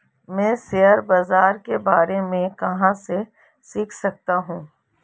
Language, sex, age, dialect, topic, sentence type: Hindi, female, 36-40, Marwari Dhudhari, banking, question